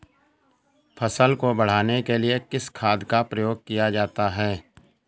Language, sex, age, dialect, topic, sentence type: Hindi, male, 18-24, Awadhi Bundeli, agriculture, question